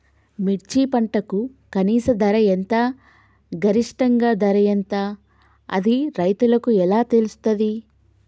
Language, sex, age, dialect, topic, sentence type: Telugu, female, 25-30, Telangana, agriculture, question